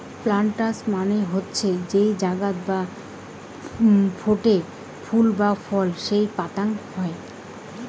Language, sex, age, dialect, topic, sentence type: Bengali, female, 25-30, Rajbangshi, agriculture, statement